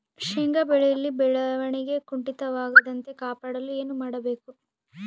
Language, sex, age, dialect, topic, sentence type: Kannada, female, 18-24, Central, agriculture, question